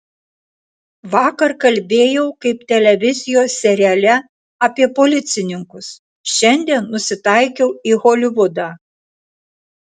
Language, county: Lithuanian, Tauragė